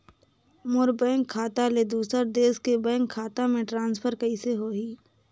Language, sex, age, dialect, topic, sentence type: Chhattisgarhi, female, 18-24, Northern/Bhandar, banking, question